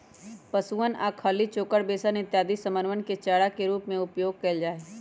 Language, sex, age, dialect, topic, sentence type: Magahi, female, 31-35, Western, agriculture, statement